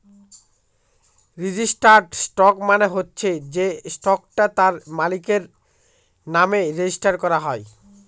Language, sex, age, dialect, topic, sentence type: Bengali, male, <18, Northern/Varendri, banking, statement